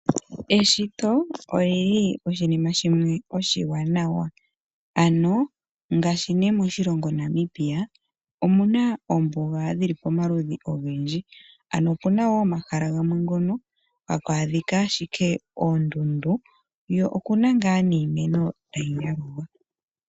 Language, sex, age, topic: Oshiwambo, female, 18-24, agriculture